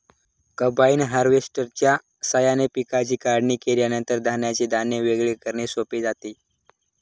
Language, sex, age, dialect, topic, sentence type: Marathi, male, 18-24, Standard Marathi, agriculture, statement